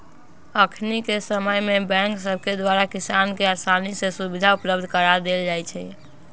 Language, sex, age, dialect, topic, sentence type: Magahi, female, 60-100, Western, agriculture, statement